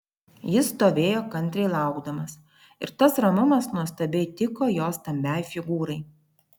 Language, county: Lithuanian, Vilnius